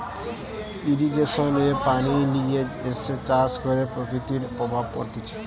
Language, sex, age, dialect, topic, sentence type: Bengali, male, 18-24, Western, agriculture, statement